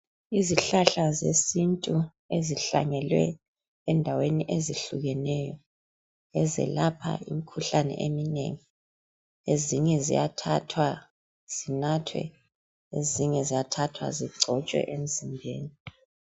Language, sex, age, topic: North Ndebele, female, 25-35, health